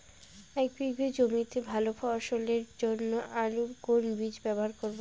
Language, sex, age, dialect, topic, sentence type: Bengali, female, 18-24, Rajbangshi, agriculture, question